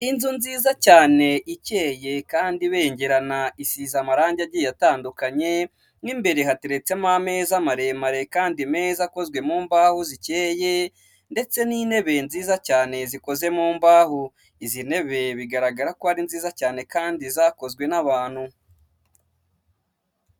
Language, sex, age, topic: Kinyarwanda, male, 25-35, finance